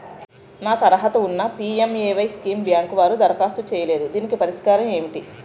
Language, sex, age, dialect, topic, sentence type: Telugu, female, 41-45, Utterandhra, banking, question